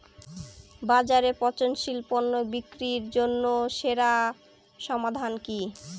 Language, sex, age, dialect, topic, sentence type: Bengali, female, 18-24, Northern/Varendri, agriculture, statement